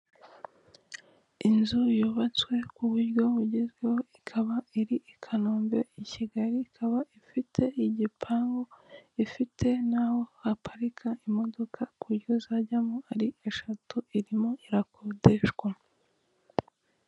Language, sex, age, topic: Kinyarwanda, female, 25-35, finance